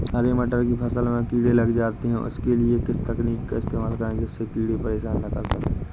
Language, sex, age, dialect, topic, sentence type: Hindi, male, 18-24, Awadhi Bundeli, agriculture, question